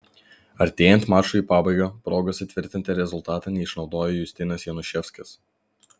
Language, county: Lithuanian, Vilnius